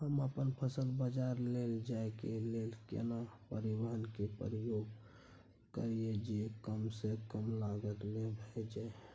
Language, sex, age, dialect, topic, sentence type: Maithili, male, 46-50, Bajjika, agriculture, question